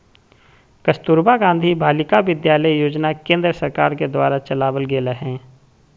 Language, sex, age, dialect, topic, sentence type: Magahi, male, 36-40, Southern, banking, statement